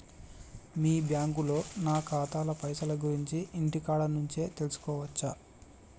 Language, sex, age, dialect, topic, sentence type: Telugu, male, 25-30, Telangana, banking, question